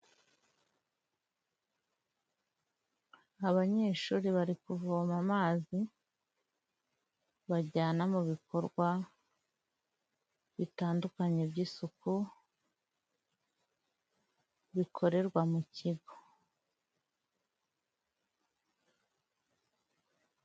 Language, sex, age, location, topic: Kinyarwanda, female, 25-35, Huye, health